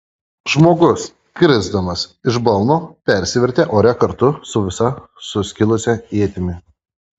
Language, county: Lithuanian, Kaunas